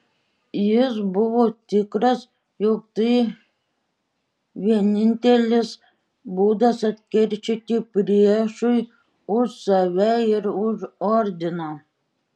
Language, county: Lithuanian, Šiauliai